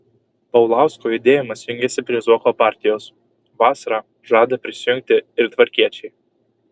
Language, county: Lithuanian, Kaunas